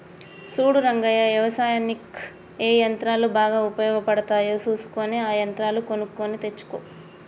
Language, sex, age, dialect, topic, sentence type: Telugu, female, 25-30, Telangana, agriculture, statement